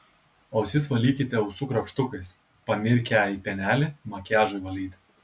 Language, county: Lithuanian, Kaunas